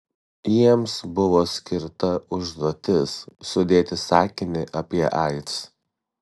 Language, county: Lithuanian, Šiauliai